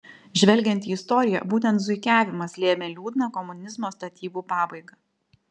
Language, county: Lithuanian, Vilnius